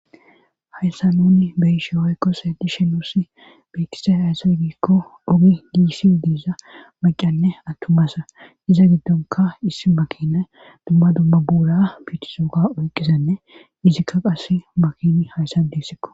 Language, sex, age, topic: Gamo, female, 36-49, government